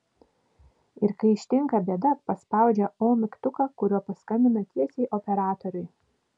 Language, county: Lithuanian, Vilnius